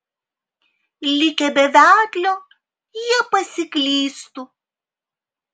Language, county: Lithuanian, Alytus